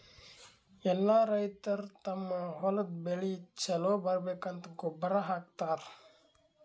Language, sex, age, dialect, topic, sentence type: Kannada, male, 18-24, Northeastern, agriculture, statement